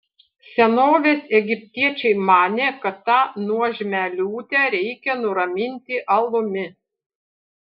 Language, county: Lithuanian, Panevėžys